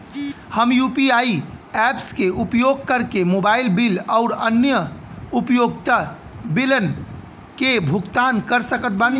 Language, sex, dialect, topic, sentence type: Bhojpuri, male, Southern / Standard, banking, statement